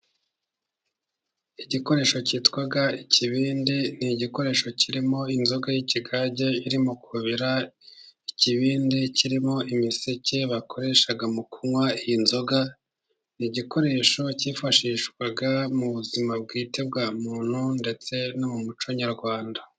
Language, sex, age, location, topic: Kinyarwanda, male, 50+, Musanze, government